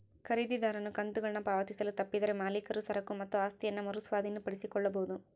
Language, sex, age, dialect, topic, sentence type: Kannada, female, 18-24, Central, banking, statement